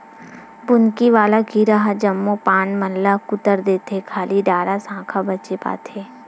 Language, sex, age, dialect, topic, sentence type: Chhattisgarhi, female, 18-24, Western/Budati/Khatahi, agriculture, statement